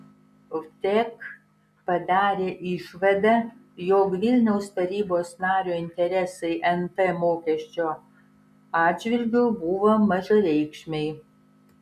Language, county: Lithuanian, Kaunas